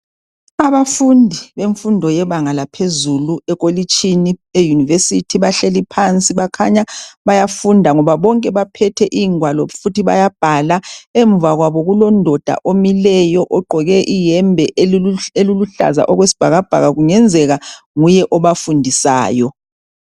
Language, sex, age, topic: North Ndebele, male, 36-49, education